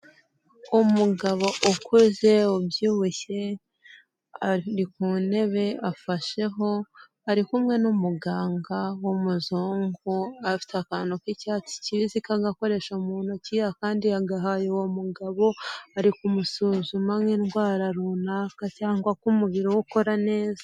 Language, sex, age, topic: Kinyarwanda, female, 18-24, health